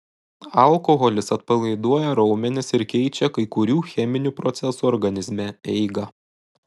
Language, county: Lithuanian, Šiauliai